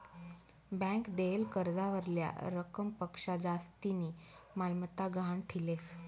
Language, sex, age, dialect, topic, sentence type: Marathi, female, 18-24, Northern Konkan, banking, statement